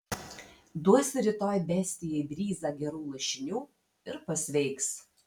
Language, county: Lithuanian, Vilnius